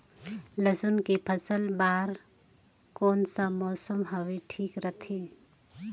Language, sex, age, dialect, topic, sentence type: Chhattisgarhi, female, 31-35, Northern/Bhandar, agriculture, question